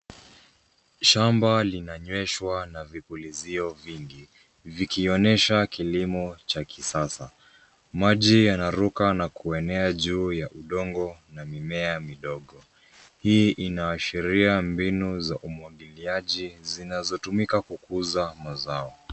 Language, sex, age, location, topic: Swahili, male, 25-35, Nairobi, agriculture